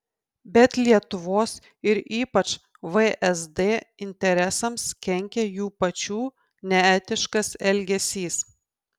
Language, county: Lithuanian, Kaunas